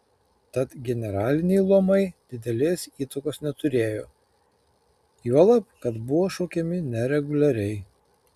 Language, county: Lithuanian, Kaunas